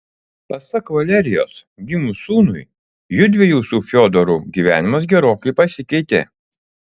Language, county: Lithuanian, Utena